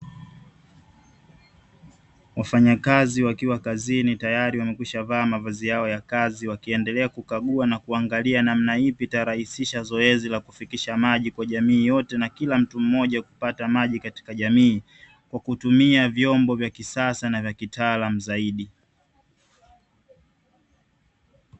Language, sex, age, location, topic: Swahili, male, 18-24, Dar es Salaam, government